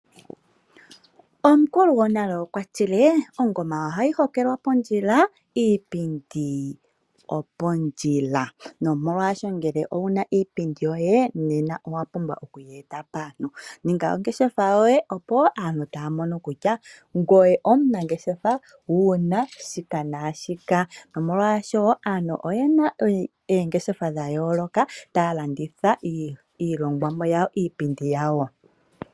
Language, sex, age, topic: Oshiwambo, female, 25-35, finance